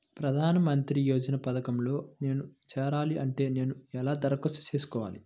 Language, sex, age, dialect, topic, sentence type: Telugu, male, 25-30, Central/Coastal, banking, question